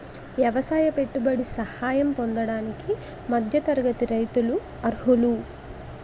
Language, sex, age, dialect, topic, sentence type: Telugu, female, 18-24, Utterandhra, agriculture, statement